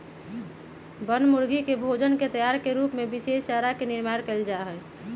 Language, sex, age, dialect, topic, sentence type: Magahi, female, 31-35, Western, agriculture, statement